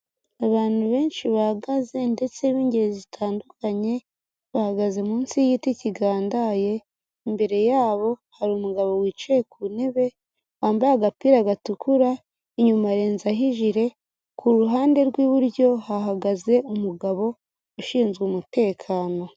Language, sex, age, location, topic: Kinyarwanda, female, 18-24, Huye, health